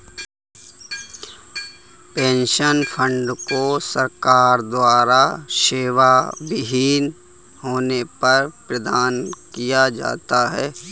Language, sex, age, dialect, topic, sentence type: Hindi, male, 18-24, Kanauji Braj Bhasha, banking, statement